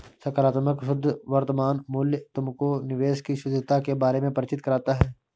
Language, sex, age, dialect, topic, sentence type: Hindi, male, 25-30, Awadhi Bundeli, banking, statement